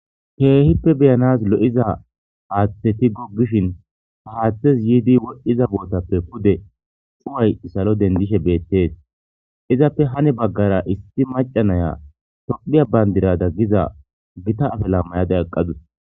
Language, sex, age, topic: Gamo, male, 18-24, government